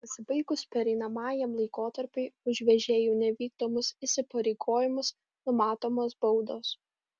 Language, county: Lithuanian, Vilnius